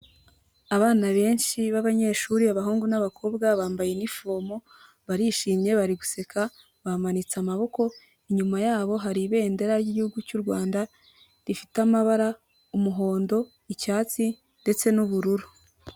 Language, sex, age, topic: Kinyarwanda, female, 25-35, health